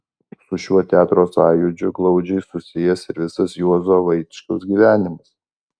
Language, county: Lithuanian, Alytus